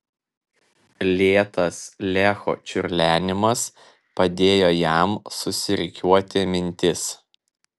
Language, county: Lithuanian, Vilnius